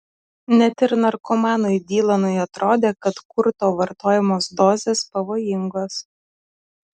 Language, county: Lithuanian, Klaipėda